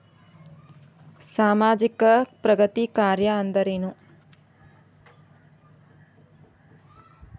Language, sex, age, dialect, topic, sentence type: Kannada, female, 25-30, Dharwad Kannada, banking, question